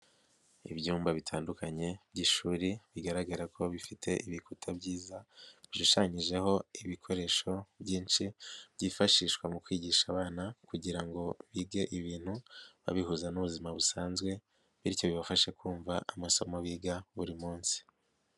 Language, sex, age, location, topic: Kinyarwanda, male, 18-24, Nyagatare, education